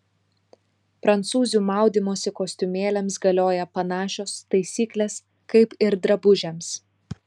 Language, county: Lithuanian, Šiauliai